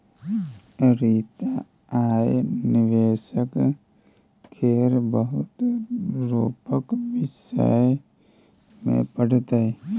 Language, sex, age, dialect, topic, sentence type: Maithili, male, 18-24, Bajjika, banking, statement